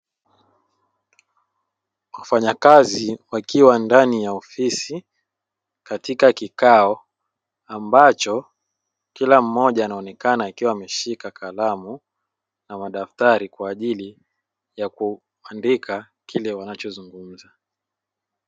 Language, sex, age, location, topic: Swahili, male, 25-35, Dar es Salaam, education